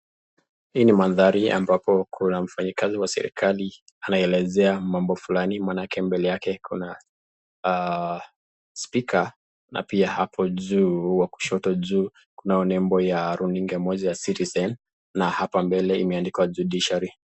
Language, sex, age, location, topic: Swahili, male, 25-35, Nakuru, government